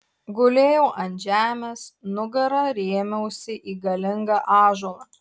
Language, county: Lithuanian, Utena